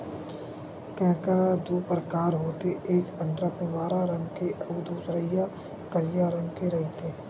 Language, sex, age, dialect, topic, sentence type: Chhattisgarhi, male, 56-60, Western/Budati/Khatahi, agriculture, statement